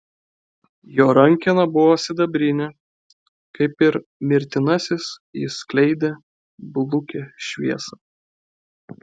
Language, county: Lithuanian, Klaipėda